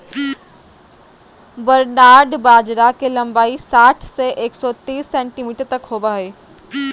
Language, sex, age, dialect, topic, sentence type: Magahi, female, 46-50, Southern, agriculture, statement